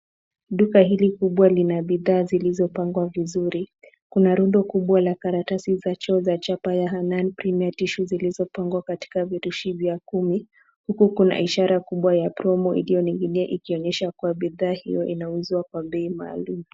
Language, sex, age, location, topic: Swahili, female, 25-35, Nairobi, finance